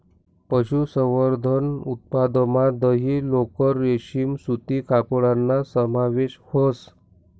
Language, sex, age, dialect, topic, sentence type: Marathi, male, 60-100, Northern Konkan, agriculture, statement